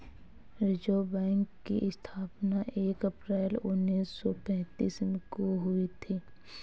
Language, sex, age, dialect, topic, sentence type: Hindi, female, 18-24, Marwari Dhudhari, banking, statement